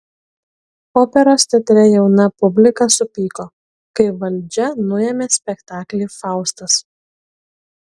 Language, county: Lithuanian, Kaunas